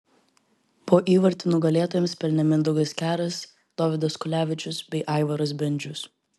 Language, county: Lithuanian, Vilnius